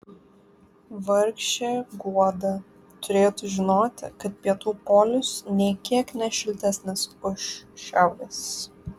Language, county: Lithuanian, Kaunas